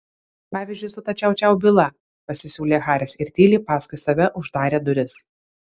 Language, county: Lithuanian, Vilnius